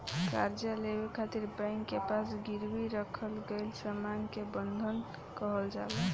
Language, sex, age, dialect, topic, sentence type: Bhojpuri, female, <18, Southern / Standard, banking, statement